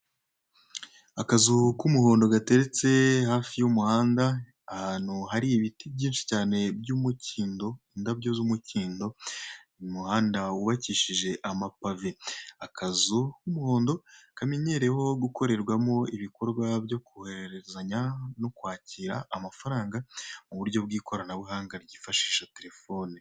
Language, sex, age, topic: Kinyarwanda, male, 25-35, finance